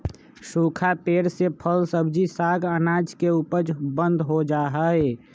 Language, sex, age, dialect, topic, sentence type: Magahi, male, 25-30, Western, agriculture, statement